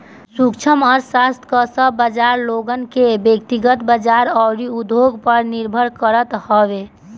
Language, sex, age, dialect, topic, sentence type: Bhojpuri, female, 18-24, Northern, banking, statement